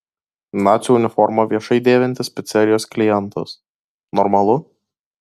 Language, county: Lithuanian, Kaunas